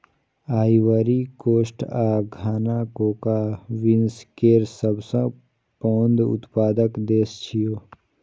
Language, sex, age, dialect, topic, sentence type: Maithili, male, 18-24, Eastern / Thethi, agriculture, statement